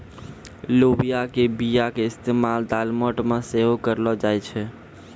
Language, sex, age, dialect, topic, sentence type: Maithili, male, 41-45, Angika, agriculture, statement